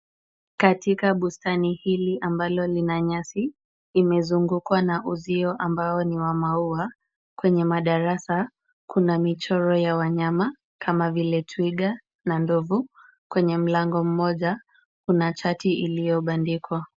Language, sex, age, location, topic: Swahili, female, 25-35, Kisumu, education